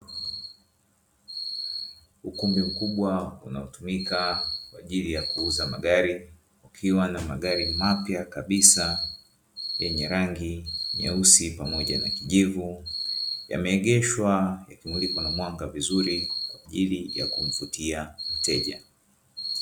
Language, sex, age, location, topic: Swahili, male, 25-35, Dar es Salaam, finance